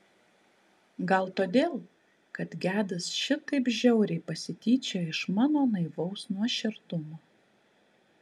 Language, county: Lithuanian, Kaunas